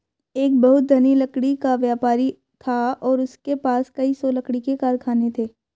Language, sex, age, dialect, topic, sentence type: Hindi, female, 18-24, Marwari Dhudhari, agriculture, statement